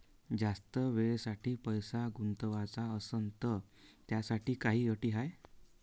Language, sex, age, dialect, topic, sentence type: Marathi, male, 31-35, Varhadi, banking, question